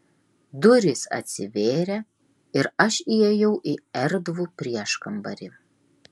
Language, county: Lithuanian, Klaipėda